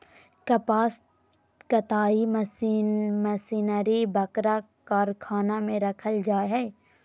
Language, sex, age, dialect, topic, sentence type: Magahi, female, 25-30, Southern, agriculture, statement